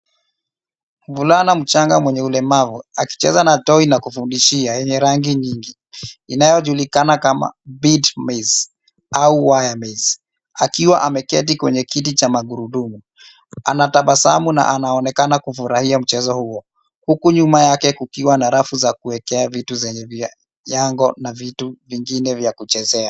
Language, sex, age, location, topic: Swahili, male, 25-35, Nairobi, education